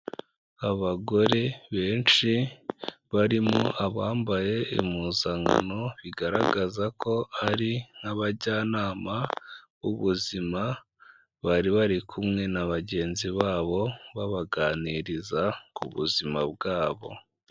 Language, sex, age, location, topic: Kinyarwanda, male, 25-35, Kigali, health